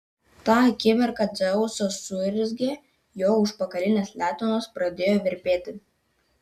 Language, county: Lithuanian, Vilnius